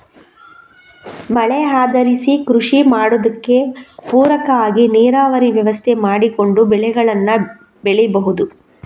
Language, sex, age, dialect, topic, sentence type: Kannada, female, 36-40, Coastal/Dakshin, agriculture, statement